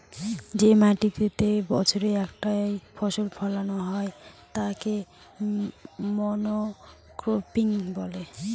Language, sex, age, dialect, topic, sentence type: Bengali, female, 18-24, Northern/Varendri, agriculture, statement